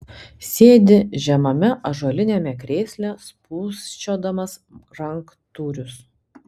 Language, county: Lithuanian, Telšiai